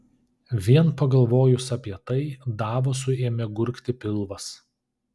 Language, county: Lithuanian, Kaunas